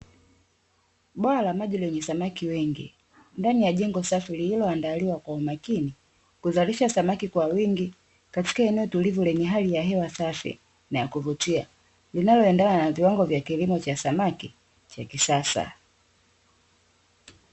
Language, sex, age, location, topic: Swahili, female, 18-24, Dar es Salaam, agriculture